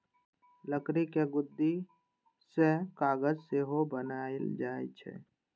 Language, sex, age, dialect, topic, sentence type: Maithili, male, 18-24, Eastern / Thethi, agriculture, statement